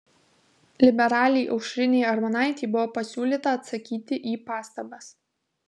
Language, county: Lithuanian, Kaunas